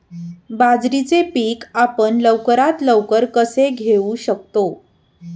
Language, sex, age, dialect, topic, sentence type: Marathi, female, 18-24, Standard Marathi, agriculture, question